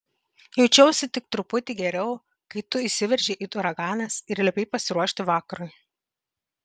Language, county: Lithuanian, Vilnius